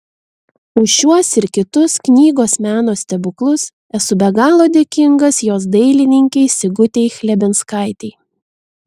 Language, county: Lithuanian, Vilnius